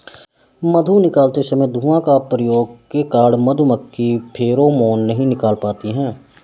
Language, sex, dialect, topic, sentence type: Hindi, male, Awadhi Bundeli, agriculture, statement